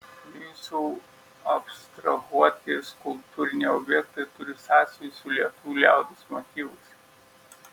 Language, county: Lithuanian, Šiauliai